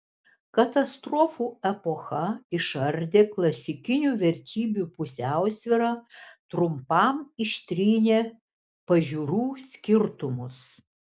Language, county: Lithuanian, Šiauliai